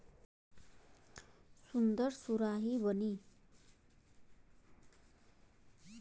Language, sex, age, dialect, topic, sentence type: Bhojpuri, female, 25-30, Western, agriculture, statement